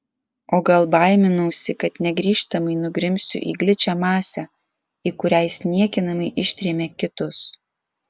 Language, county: Lithuanian, Alytus